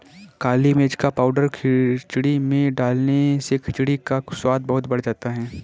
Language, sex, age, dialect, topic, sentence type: Hindi, male, 18-24, Kanauji Braj Bhasha, agriculture, statement